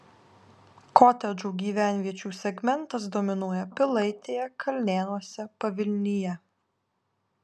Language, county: Lithuanian, Alytus